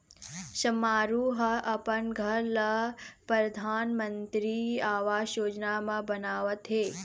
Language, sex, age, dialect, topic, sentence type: Chhattisgarhi, female, 25-30, Eastern, banking, statement